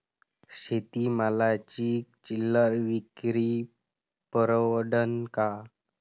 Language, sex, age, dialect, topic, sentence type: Marathi, male, 18-24, Varhadi, agriculture, question